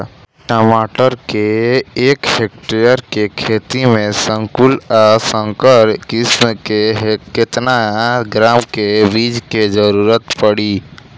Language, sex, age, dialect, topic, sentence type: Bhojpuri, male, <18, Southern / Standard, agriculture, question